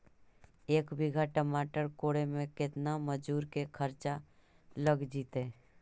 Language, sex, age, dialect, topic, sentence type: Magahi, female, 36-40, Central/Standard, agriculture, question